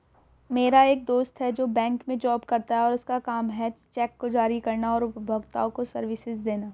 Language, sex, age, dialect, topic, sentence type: Hindi, female, 31-35, Hindustani Malvi Khadi Boli, banking, statement